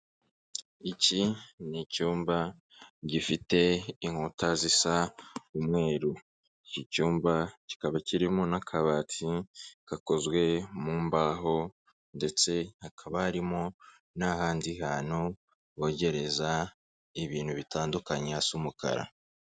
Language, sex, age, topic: Kinyarwanda, male, 25-35, finance